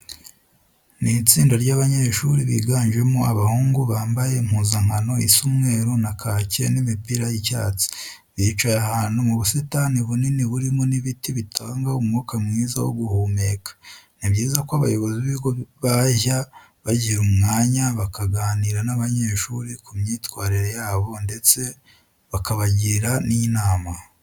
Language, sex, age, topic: Kinyarwanda, male, 25-35, education